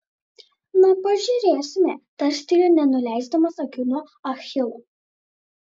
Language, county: Lithuanian, Vilnius